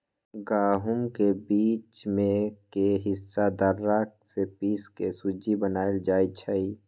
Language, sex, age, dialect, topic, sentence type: Magahi, female, 31-35, Western, agriculture, statement